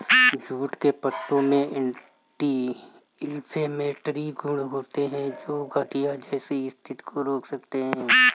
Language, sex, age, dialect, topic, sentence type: Hindi, female, 31-35, Marwari Dhudhari, agriculture, statement